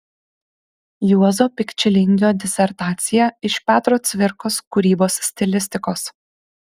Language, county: Lithuanian, Kaunas